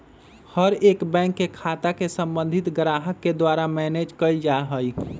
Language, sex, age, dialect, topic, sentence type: Magahi, male, 25-30, Western, banking, statement